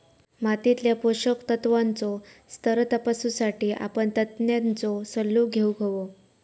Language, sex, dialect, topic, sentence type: Marathi, female, Southern Konkan, agriculture, statement